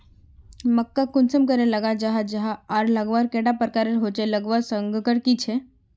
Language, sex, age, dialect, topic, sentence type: Magahi, female, 18-24, Northeastern/Surjapuri, agriculture, question